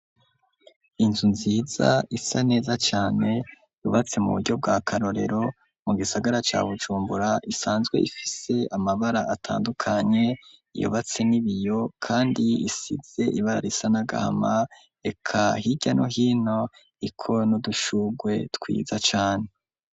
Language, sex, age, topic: Rundi, male, 25-35, education